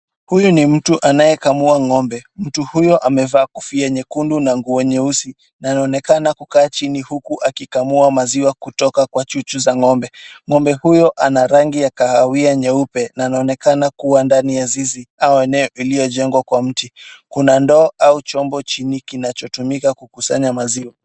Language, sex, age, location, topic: Swahili, male, 36-49, Kisumu, agriculture